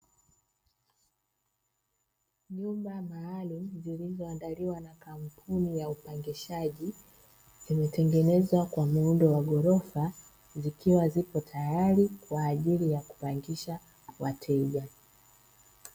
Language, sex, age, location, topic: Swahili, female, 25-35, Dar es Salaam, finance